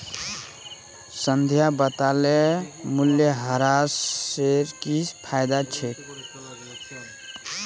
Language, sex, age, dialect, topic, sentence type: Magahi, male, 18-24, Northeastern/Surjapuri, banking, statement